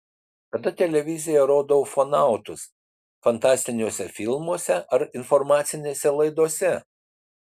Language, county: Lithuanian, Utena